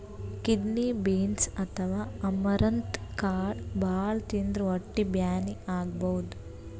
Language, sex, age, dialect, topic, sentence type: Kannada, female, 18-24, Northeastern, agriculture, statement